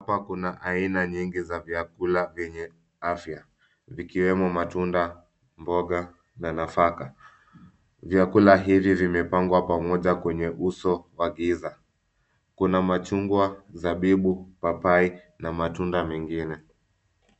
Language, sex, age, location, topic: Swahili, male, 25-35, Nairobi, health